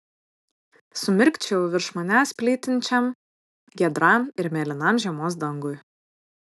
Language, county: Lithuanian, Vilnius